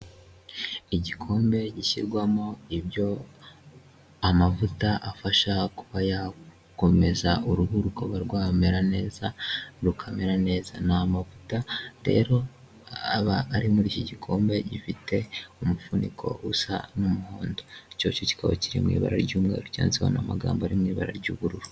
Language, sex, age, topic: Kinyarwanda, male, 18-24, health